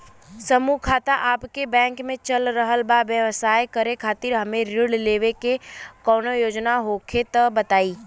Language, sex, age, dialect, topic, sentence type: Bhojpuri, female, 18-24, Western, banking, question